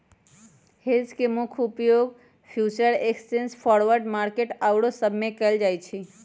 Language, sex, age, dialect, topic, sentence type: Magahi, female, 31-35, Western, banking, statement